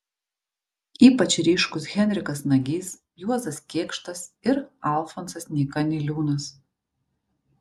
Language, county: Lithuanian, Vilnius